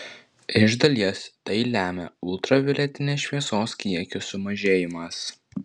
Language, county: Lithuanian, Vilnius